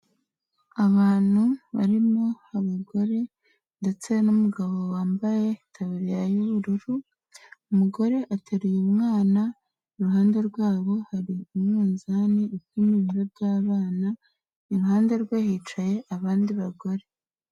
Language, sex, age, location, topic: Kinyarwanda, female, 18-24, Huye, health